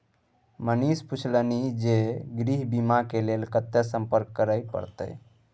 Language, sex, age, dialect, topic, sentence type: Maithili, male, 18-24, Bajjika, banking, statement